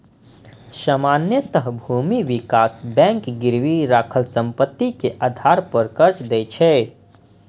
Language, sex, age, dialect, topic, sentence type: Maithili, male, 25-30, Eastern / Thethi, banking, statement